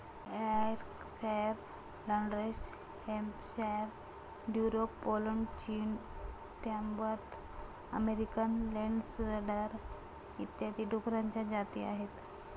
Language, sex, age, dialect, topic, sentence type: Marathi, female, 25-30, Standard Marathi, agriculture, statement